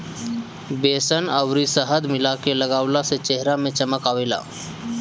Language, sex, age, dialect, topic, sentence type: Bhojpuri, male, 25-30, Northern, agriculture, statement